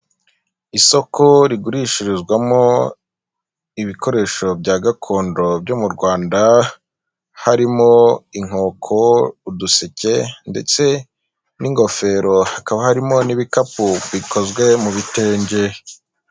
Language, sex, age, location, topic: Kinyarwanda, male, 25-35, Kigali, finance